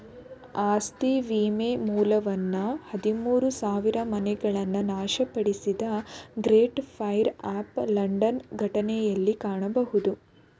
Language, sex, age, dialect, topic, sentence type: Kannada, female, 18-24, Mysore Kannada, banking, statement